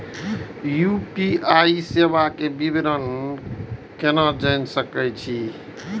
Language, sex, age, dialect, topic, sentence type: Maithili, male, 41-45, Eastern / Thethi, banking, question